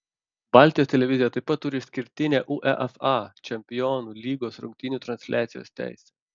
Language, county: Lithuanian, Panevėžys